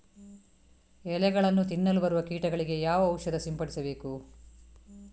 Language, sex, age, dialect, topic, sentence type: Kannada, female, 18-24, Coastal/Dakshin, agriculture, question